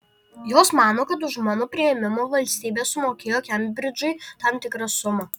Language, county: Lithuanian, Alytus